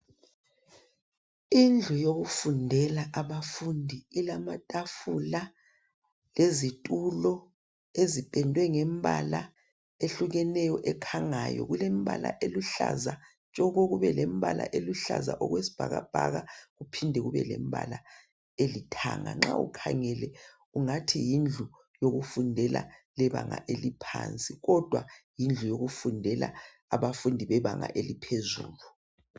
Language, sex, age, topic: North Ndebele, male, 36-49, education